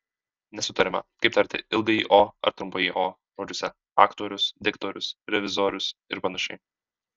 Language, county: Lithuanian, Alytus